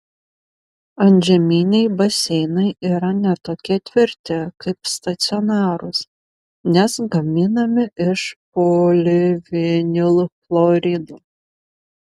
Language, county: Lithuanian, Panevėžys